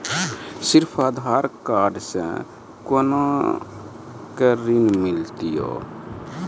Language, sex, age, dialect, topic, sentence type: Maithili, male, 46-50, Angika, banking, question